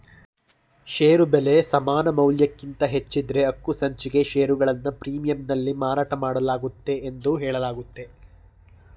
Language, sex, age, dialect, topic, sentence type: Kannada, male, 18-24, Mysore Kannada, banking, statement